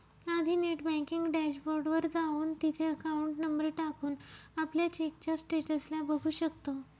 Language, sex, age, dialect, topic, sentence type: Marathi, male, 18-24, Northern Konkan, banking, statement